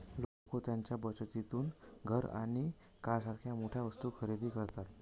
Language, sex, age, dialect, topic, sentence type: Marathi, male, 31-35, Varhadi, banking, statement